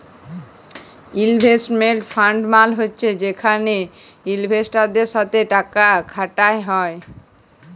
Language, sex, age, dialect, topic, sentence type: Bengali, male, 18-24, Jharkhandi, banking, statement